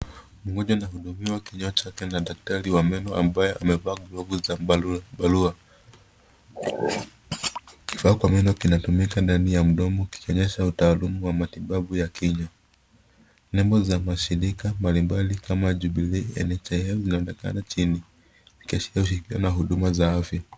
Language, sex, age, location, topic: Swahili, male, 25-35, Nairobi, health